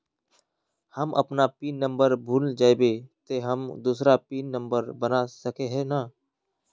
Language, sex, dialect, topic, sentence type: Magahi, male, Northeastern/Surjapuri, banking, question